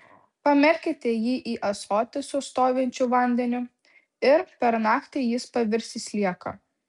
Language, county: Lithuanian, Vilnius